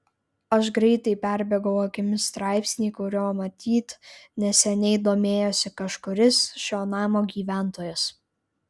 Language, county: Lithuanian, Klaipėda